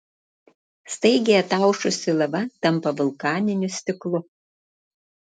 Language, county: Lithuanian, Panevėžys